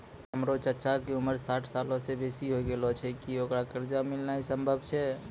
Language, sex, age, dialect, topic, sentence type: Maithili, male, 25-30, Angika, banking, statement